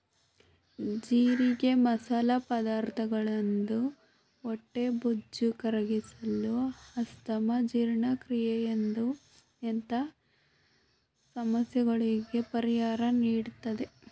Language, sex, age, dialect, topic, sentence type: Kannada, female, 18-24, Mysore Kannada, agriculture, statement